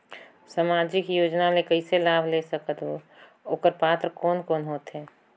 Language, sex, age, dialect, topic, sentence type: Chhattisgarhi, female, 25-30, Northern/Bhandar, banking, question